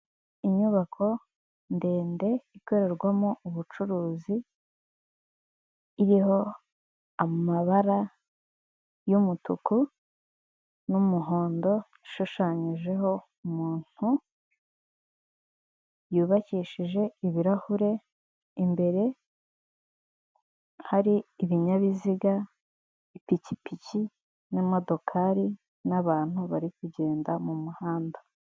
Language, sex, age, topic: Kinyarwanda, female, 18-24, finance